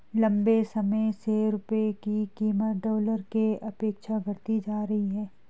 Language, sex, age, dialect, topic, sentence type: Hindi, female, 36-40, Garhwali, banking, statement